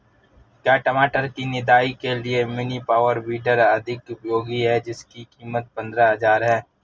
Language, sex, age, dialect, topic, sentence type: Hindi, female, 18-24, Awadhi Bundeli, agriculture, question